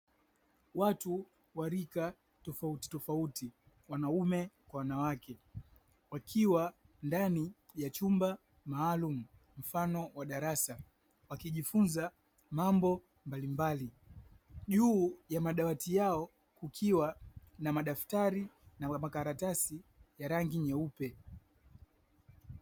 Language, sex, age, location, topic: Swahili, male, 25-35, Dar es Salaam, education